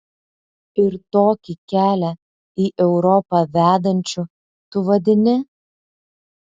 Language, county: Lithuanian, Alytus